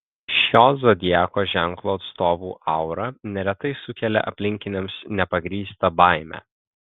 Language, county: Lithuanian, Kaunas